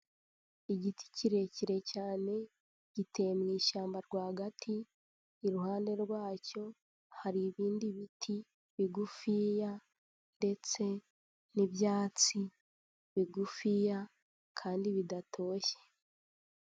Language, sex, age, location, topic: Kinyarwanda, female, 18-24, Huye, health